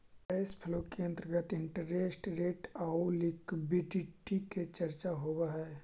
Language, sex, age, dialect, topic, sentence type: Magahi, male, 18-24, Central/Standard, agriculture, statement